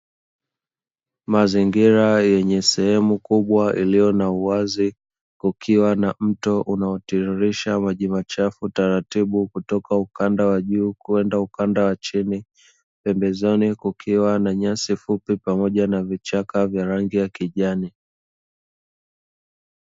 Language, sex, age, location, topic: Swahili, male, 18-24, Dar es Salaam, agriculture